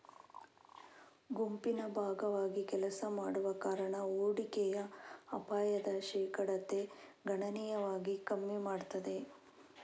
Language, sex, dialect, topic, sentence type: Kannada, female, Coastal/Dakshin, banking, statement